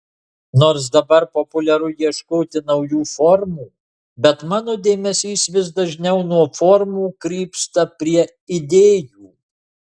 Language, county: Lithuanian, Marijampolė